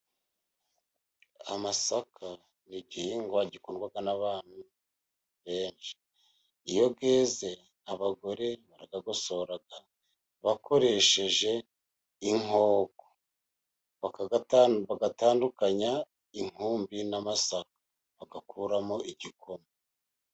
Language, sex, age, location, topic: Kinyarwanda, male, 50+, Musanze, agriculture